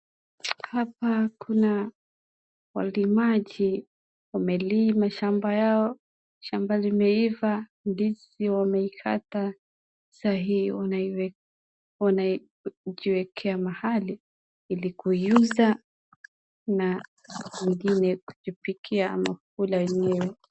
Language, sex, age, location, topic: Swahili, female, 36-49, Wajir, agriculture